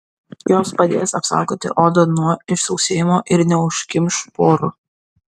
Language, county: Lithuanian, Kaunas